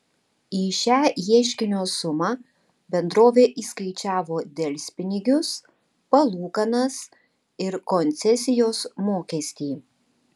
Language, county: Lithuanian, Tauragė